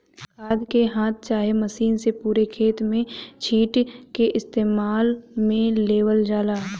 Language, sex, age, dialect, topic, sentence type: Bhojpuri, female, 18-24, Northern, agriculture, statement